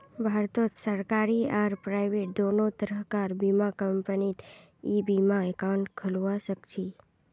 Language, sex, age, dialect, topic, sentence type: Magahi, female, 31-35, Northeastern/Surjapuri, banking, statement